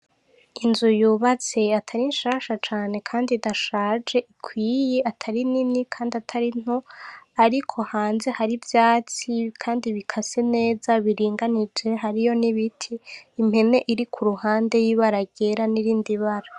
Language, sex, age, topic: Rundi, female, 25-35, education